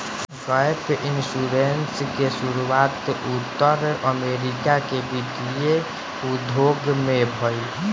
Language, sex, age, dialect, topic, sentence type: Bhojpuri, male, 18-24, Southern / Standard, banking, statement